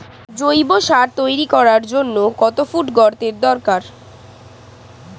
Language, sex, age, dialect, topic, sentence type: Bengali, female, 18-24, Standard Colloquial, agriculture, question